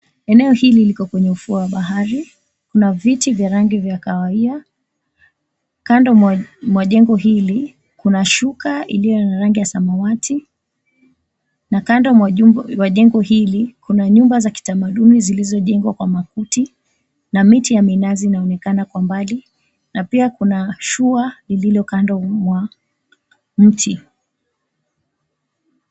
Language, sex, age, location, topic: Swahili, female, 25-35, Mombasa, government